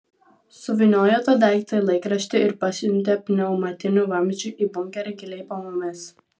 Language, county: Lithuanian, Vilnius